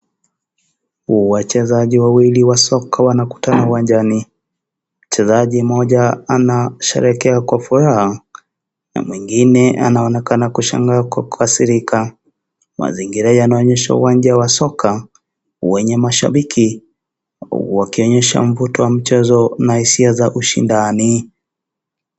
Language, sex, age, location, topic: Swahili, male, 25-35, Kisii, government